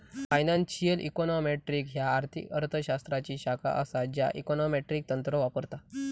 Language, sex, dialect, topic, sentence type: Marathi, male, Southern Konkan, banking, statement